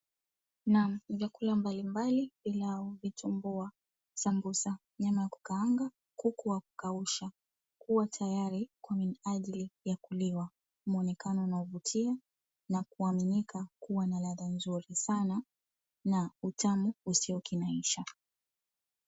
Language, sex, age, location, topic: Swahili, female, 25-35, Mombasa, agriculture